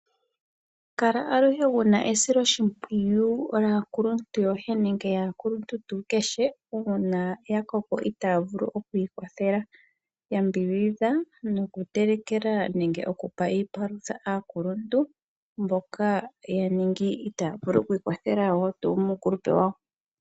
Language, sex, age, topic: Oshiwambo, female, 36-49, agriculture